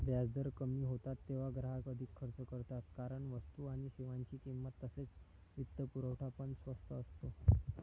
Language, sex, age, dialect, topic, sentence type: Marathi, male, 25-30, Standard Marathi, banking, statement